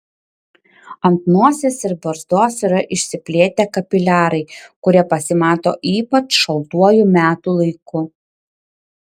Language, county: Lithuanian, Klaipėda